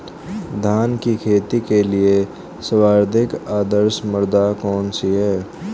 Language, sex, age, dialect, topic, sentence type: Hindi, male, 18-24, Hindustani Malvi Khadi Boli, agriculture, question